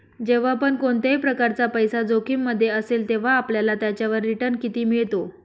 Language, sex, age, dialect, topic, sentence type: Marathi, female, 25-30, Northern Konkan, banking, statement